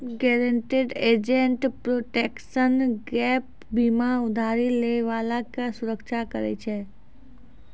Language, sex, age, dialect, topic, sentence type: Maithili, female, 56-60, Angika, banking, statement